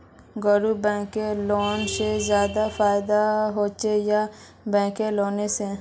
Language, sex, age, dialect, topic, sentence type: Magahi, female, 41-45, Northeastern/Surjapuri, banking, question